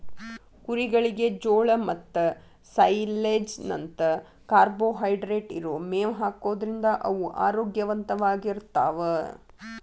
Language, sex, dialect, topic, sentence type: Kannada, female, Dharwad Kannada, agriculture, statement